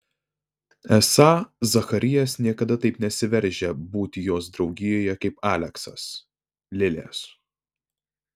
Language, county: Lithuanian, Vilnius